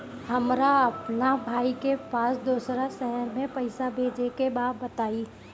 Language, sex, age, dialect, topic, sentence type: Bhojpuri, female, 18-24, Northern, banking, question